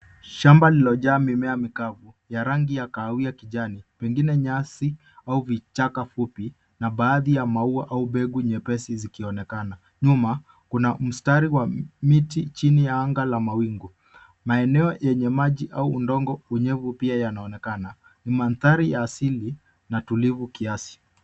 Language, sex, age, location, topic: Swahili, male, 25-35, Nairobi, health